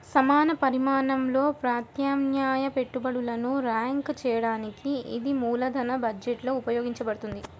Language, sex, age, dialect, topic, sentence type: Telugu, female, 18-24, Central/Coastal, banking, statement